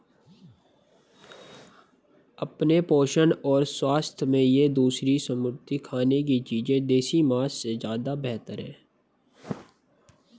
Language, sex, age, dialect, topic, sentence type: Hindi, male, 18-24, Hindustani Malvi Khadi Boli, agriculture, statement